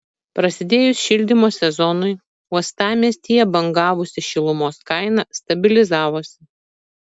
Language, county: Lithuanian, Kaunas